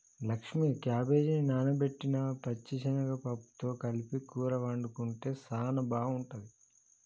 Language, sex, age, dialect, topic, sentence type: Telugu, male, 31-35, Telangana, agriculture, statement